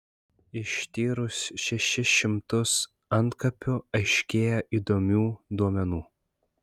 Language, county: Lithuanian, Klaipėda